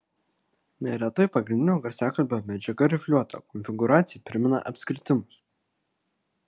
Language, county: Lithuanian, Kaunas